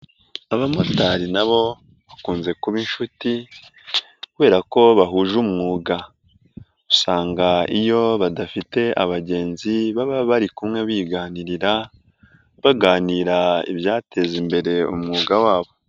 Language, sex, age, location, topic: Kinyarwanda, male, 18-24, Nyagatare, government